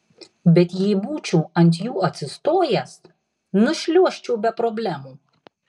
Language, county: Lithuanian, Tauragė